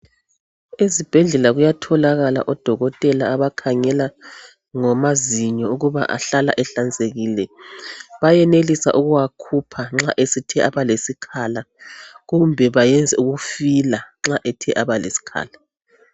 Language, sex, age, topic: North Ndebele, male, 36-49, health